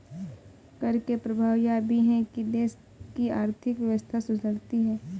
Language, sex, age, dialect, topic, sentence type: Hindi, female, 18-24, Awadhi Bundeli, banking, statement